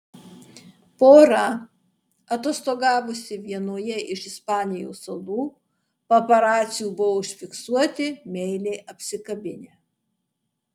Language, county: Lithuanian, Marijampolė